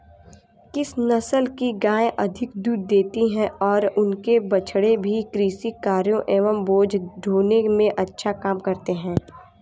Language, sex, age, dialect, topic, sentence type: Hindi, female, 18-24, Hindustani Malvi Khadi Boli, agriculture, question